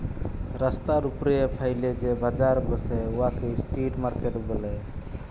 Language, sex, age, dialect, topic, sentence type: Bengali, male, 31-35, Jharkhandi, agriculture, statement